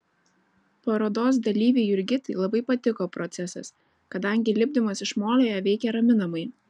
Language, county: Lithuanian, Vilnius